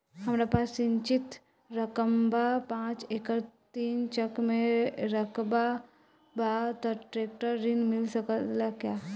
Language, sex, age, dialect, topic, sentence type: Bhojpuri, female, 18-24, Southern / Standard, banking, question